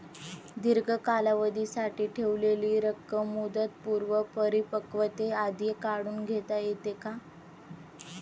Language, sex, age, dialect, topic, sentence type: Marathi, female, 18-24, Standard Marathi, banking, question